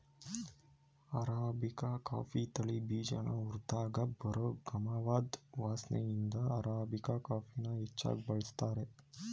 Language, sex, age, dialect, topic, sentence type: Kannada, male, 18-24, Mysore Kannada, agriculture, statement